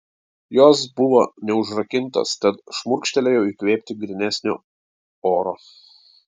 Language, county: Lithuanian, Klaipėda